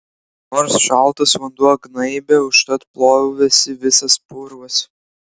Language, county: Lithuanian, Klaipėda